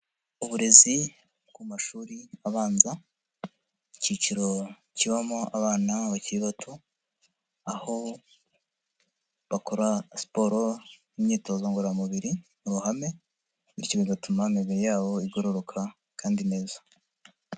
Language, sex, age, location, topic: Kinyarwanda, male, 50+, Nyagatare, education